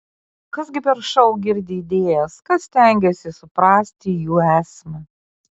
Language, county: Lithuanian, Kaunas